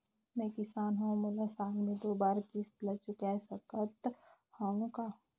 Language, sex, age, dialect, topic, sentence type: Chhattisgarhi, female, 25-30, Northern/Bhandar, banking, question